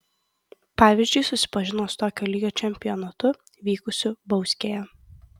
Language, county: Lithuanian, Kaunas